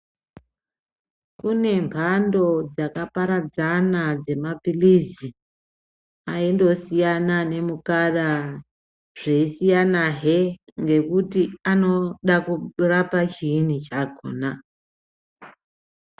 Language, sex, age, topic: Ndau, male, 25-35, health